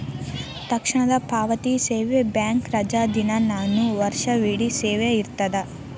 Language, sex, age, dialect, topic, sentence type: Kannada, female, 18-24, Dharwad Kannada, banking, statement